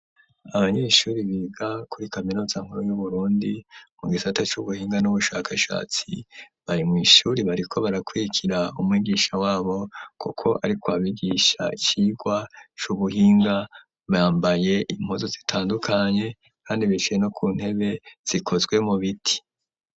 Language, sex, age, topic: Rundi, female, 18-24, education